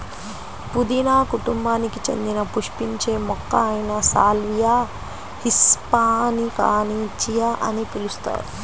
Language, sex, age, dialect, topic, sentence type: Telugu, female, 25-30, Central/Coastal, agriculture, statement